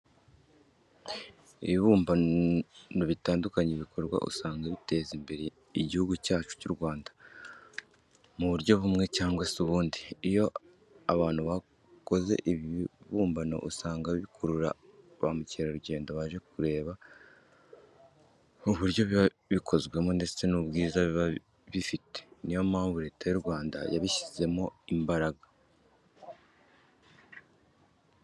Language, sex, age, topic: Kinyarwanda, male, 25-35, education